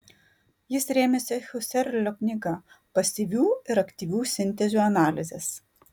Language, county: Lithuanian, Klaipėda